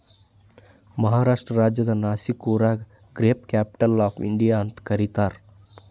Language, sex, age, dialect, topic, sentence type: Kannada, male, 25-30, Northeastern, agriculture, statement